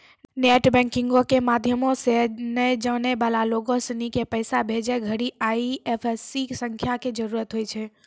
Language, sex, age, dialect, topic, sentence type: Maithili, female, 46-50, Angika, banking, statement